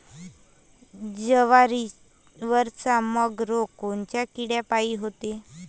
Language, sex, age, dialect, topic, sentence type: Marathi, male, 18-24, Varhadi, agriculture, question